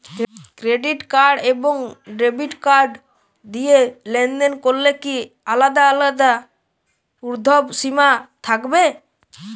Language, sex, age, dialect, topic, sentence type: Bengali, male, 18-24, Jharkhandi, banking, question